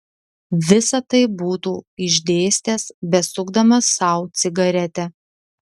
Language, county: Lithuanian, Telšiai